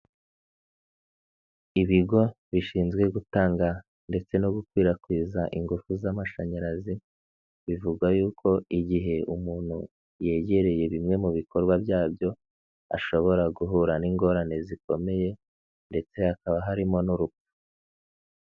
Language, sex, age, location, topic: Kinyarwanda, male, 18-24, Nyagatare, government